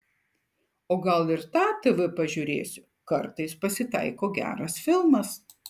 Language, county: Lithuanian, Šiauliai